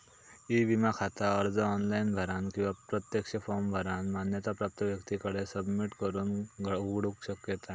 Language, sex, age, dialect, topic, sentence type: Marathi, male, 18-24, Southern Konkan, banking, statement